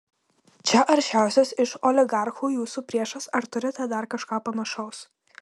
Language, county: Lithuanian, Marijampolė